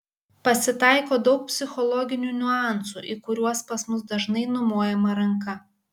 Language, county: Lithuanian, Kaunas